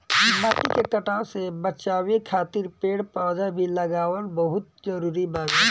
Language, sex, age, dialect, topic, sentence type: Bhojpuri, male, 18-24, Southern / Standard, agriculture, statement